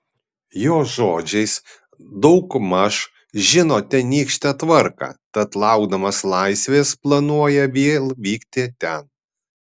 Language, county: Lithuanian, Kaunas